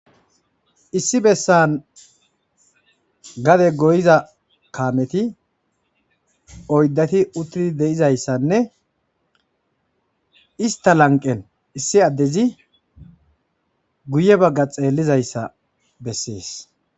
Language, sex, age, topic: Gamo, male, 25-35, agriculture